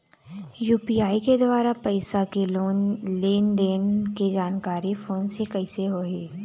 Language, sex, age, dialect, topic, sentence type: Chhattisgarhi, female, 18-24, Eastern, banking, question